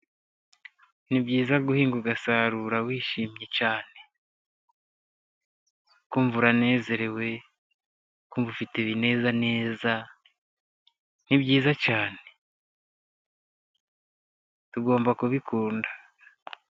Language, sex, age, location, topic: Kinyarwanda, male, 25-35, Musanze, agriculture